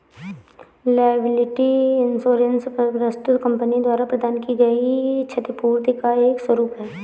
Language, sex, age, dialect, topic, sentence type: Hindi, female, 18-24, Awadhi Bundeli, banking, statement